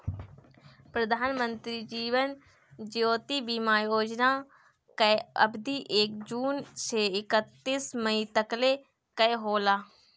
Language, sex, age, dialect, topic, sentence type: Bhojpuri, female, 18-24, Northern, banking, statement